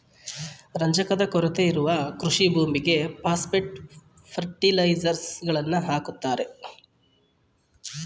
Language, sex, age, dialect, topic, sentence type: Kannada, male, 36-40, Mysore Kannada, agriculture, statement